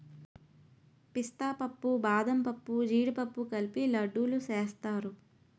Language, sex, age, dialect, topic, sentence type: Telugu, female, 31-35, Utterandhra, agriculture, statement